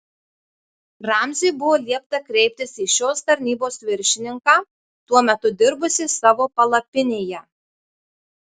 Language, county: Lithuanian, Marijampolė